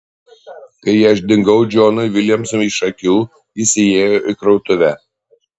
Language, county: Lithuanian, Panevėžys